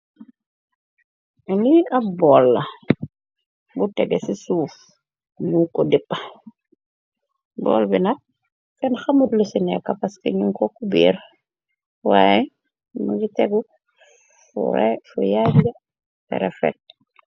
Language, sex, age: Wolof, female, 18-24